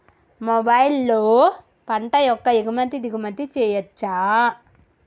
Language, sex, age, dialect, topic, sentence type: Telugu, female, 18-24, Telangana, agriculture, question